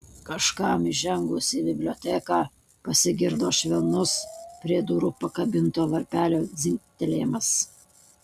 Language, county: Lithuanian, Utena